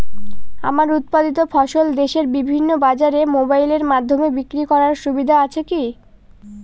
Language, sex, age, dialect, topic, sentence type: Bengali, female, 18-24, Northern/Varendri, agriculture, question